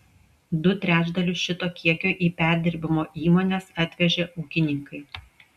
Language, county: Lithuanian, Klaipėda